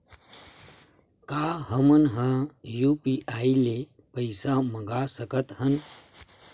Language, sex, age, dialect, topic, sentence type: Chhattisgarhi, male, 36-40, Western/Budati/Khatahi, banking, question